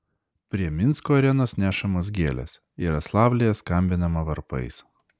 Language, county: Lithuanian, Klaipėda